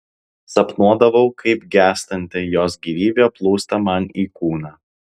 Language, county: Lithuanian, Alytus